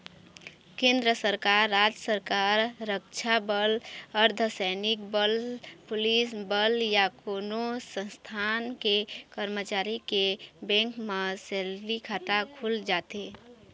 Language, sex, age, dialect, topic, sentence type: Chhattisgarhi, female, 25-30, Eastern, banking, statement